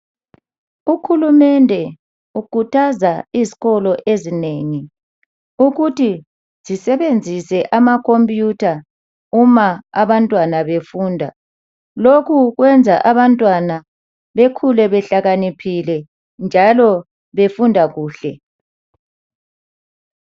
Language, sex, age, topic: North Ndebele, male, 36-49, education